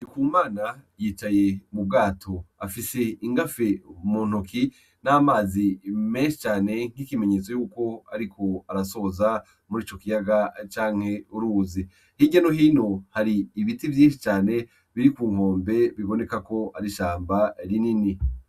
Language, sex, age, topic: Rundi, male, 25-35, agriculture